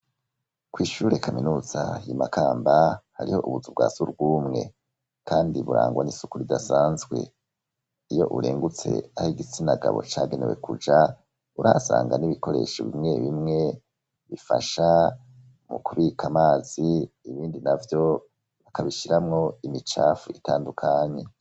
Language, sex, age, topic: Rundi, male, 36-49, education